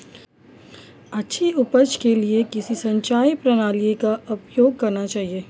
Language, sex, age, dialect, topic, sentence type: Hindi, female, 25-30, Marwari Dhudhari, agriculture, question